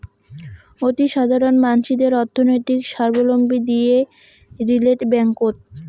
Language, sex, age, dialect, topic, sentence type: Bengali, female, 18-24, Rajbangshi, banking, statement